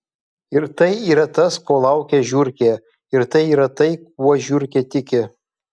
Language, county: Lithuanian, Kaunas